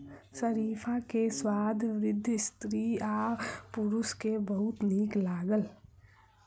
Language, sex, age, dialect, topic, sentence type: Maithili, female, 18-24, Southern/Standard, agriculture, statement